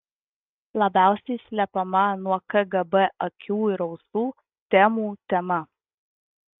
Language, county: Lithuanian, Vilnius